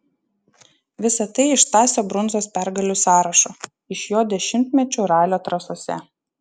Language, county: Lithuanian, Šiauliai